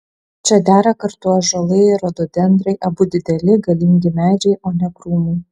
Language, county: Lithuanian, Kaunas